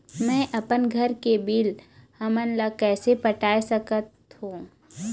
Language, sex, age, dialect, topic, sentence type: Chhattisgarhi, female, 25-30, Eastern, banking, question